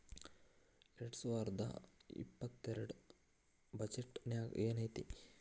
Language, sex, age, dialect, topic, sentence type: Kannada, male, 41-45, Dharwad Kannada, banking, statement